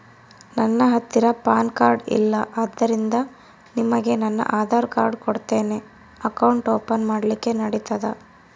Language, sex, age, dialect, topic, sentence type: Kannada, female, 18-24, Central, banking, question